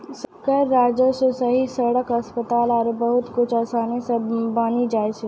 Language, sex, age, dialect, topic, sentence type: Maithili, female, 18-24, Angika, banking, statement